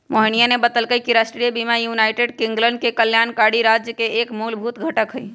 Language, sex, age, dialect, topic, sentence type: Magahi, female, 31-35, Western, banking, statement